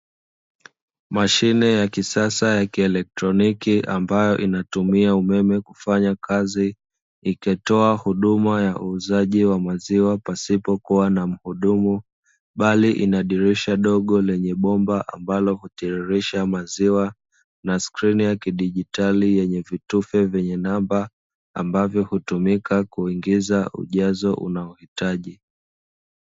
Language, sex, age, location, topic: Swahili, male, 25-35, Dar es Salaam, finance